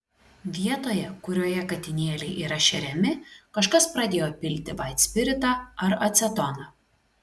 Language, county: Lithuanian, Šiauliai